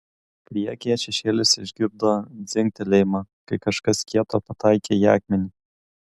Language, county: Lithuanian, Kaunas